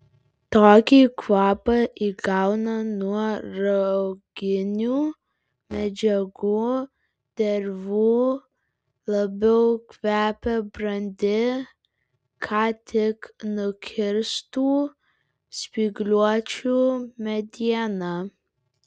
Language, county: Lithuanian, Vilnius